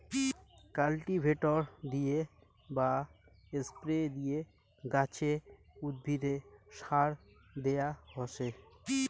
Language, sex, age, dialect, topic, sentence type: Bengali, male, 18-24, Rajbangshi, agriculture, statement